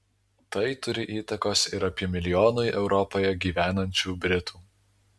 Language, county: Lithuanian, Alytus